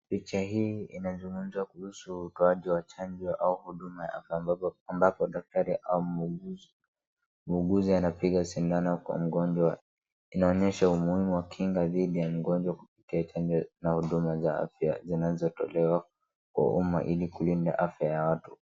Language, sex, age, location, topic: Swahili, male, 36-49, Wajir, health